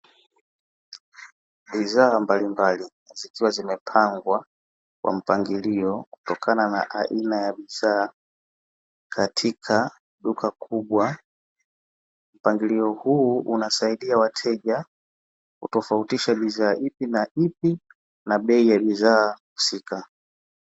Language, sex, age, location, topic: Swahili, male, 18-24, Dar es Salaam, finance